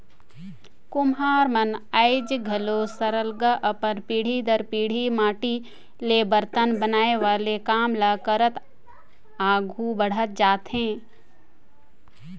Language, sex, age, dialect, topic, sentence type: Chhattisgarhi, female, 60-100, Northern/Bhandar, banking, statement